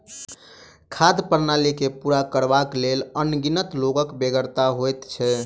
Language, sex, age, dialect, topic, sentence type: Maithili, male, 18-24, Southern/Standard, agriculture, statement